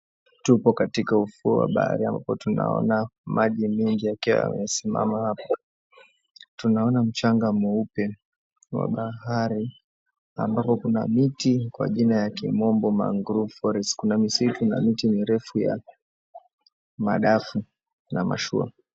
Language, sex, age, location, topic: Swahili, male, 25-35, Mombasa, agriculture